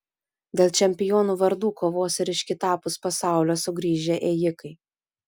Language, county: Lithuanian, Vilnius